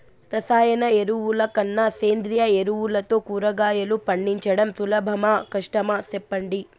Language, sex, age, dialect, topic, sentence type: Telugu, female, 18-24, Southern, agriculture, question